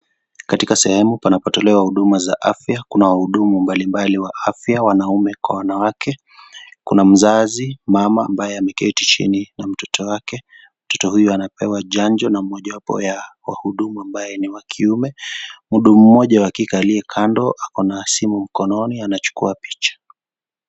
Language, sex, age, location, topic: Swahili, male, 25-35, Kisii, health